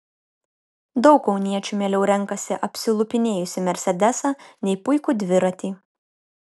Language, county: Lithuanian, Kaunas